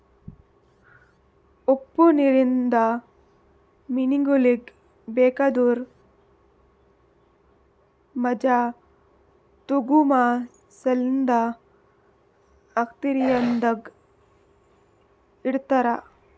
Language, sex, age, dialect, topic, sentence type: Kannada, female, 18-24, Northeastern, agriculture, statement